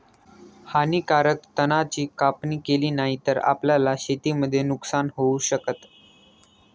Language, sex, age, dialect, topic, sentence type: Marathi, male, 18-24, Northern Konkan, agriculture, statement